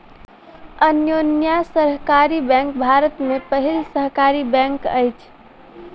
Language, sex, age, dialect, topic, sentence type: Maithili, female, 18-24, Southern/Standard, banking, statement